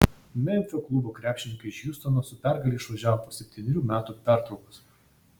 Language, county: Lithuanian, Vilnius